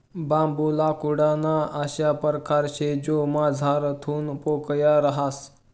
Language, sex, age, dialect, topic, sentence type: Marathi, male, 31-35, Northern Konkan, agriculture, statement